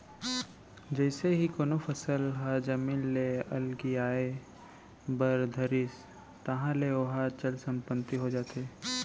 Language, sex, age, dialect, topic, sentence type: Chhattisgarhi, male, 18-24, Central, banking, statement